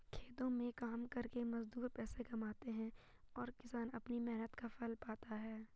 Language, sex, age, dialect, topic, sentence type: Hindi, female, 51-55, Garhwali, agriculture, statement